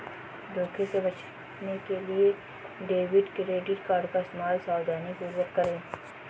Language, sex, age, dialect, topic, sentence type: Hindi, female, 60-100, Kanauji Braj Bhasha, banking, statement